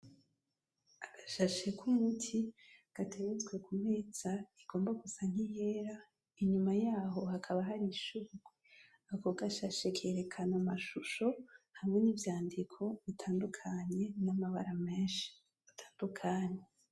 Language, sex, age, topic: Rundi, female, 18-24, agriculture